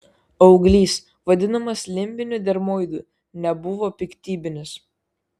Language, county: Lithuanian, Kaunas